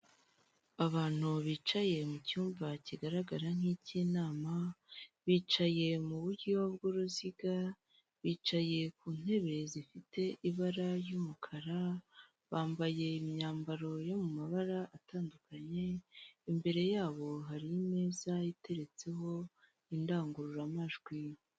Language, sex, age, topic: Kinyarwanda, female, 18-24, government